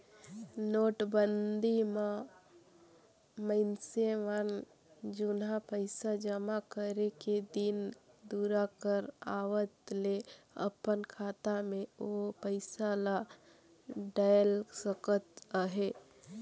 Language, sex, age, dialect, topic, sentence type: Chhattisgarhi, female, 18-24, Northern/Bhandar, banking, statement